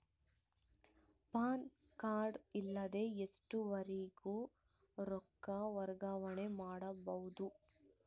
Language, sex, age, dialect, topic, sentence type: Kannada, female, 18-24, Central, banking, question